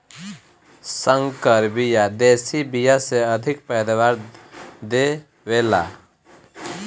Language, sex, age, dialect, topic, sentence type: Bhojpuri, male, 25-30, Northern, agriculture, statement